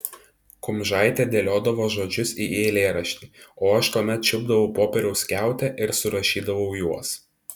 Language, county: Lithuanian, Tauragė